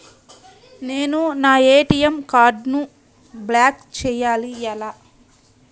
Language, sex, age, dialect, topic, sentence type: Telugu, female, 25-30, Central/Coastal, banking, question